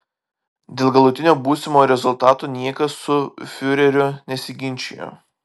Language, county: Lithuanian, Vilnius